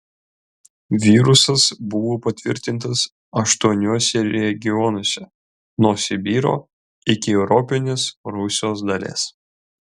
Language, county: Lithuanian, Vilnius